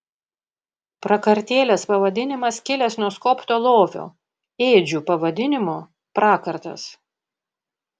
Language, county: Lithuanian, Panevėžys